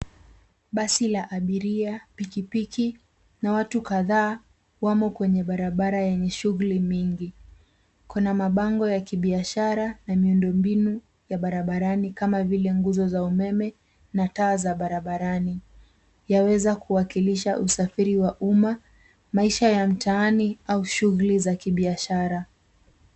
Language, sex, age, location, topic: Swahili, female, 18-24, Nairobi, government